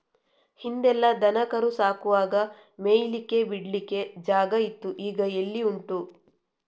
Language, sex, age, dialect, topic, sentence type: Kannada, female, 31-35, Coastal/Dakshin, agriculture, statement